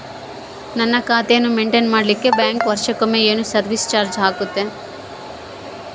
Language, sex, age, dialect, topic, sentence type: Kannada, female, 51-55, Central, banking, question